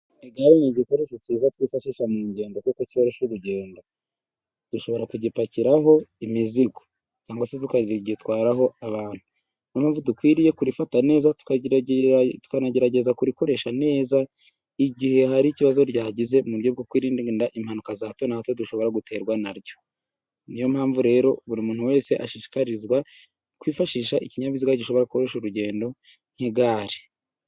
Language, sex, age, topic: Kinyarwanda, male, 18-24, government